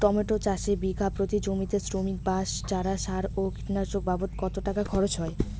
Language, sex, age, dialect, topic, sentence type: Bengali, female, 18-24, Rajbangshi, agriculture, question